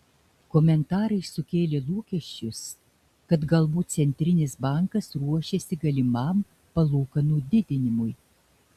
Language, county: Lithuanian, Šiauliai